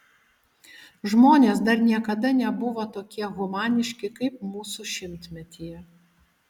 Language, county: Lithuanian, Utena